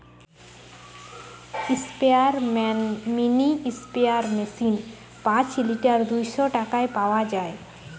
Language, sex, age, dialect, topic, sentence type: Bengali, female, 18-24, Western, agriculture, statement